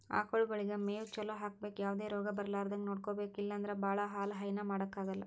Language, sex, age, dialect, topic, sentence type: Kannada, female, 18-24, Northeastern, agriculture, statement